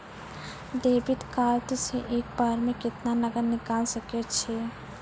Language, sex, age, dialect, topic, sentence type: Maithili, female, 51-55, Angika, banking, question